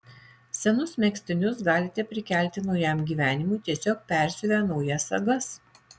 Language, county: Lithuanian, Alytus